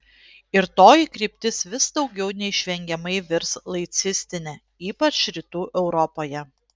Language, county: Lithuanian, Panevėžys